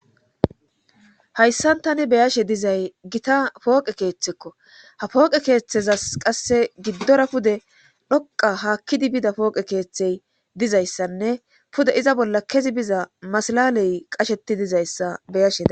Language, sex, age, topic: Gamo, male, 18-24, government